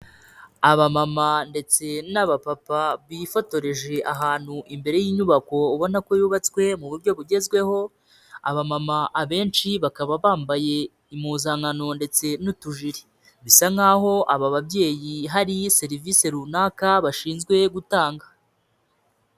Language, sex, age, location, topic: Kinyarwanda, male, 25-35, Kigali, health